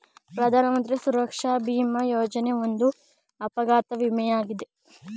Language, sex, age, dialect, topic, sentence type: Kannada, male, 25-30, Mysore Kannada, banking, statement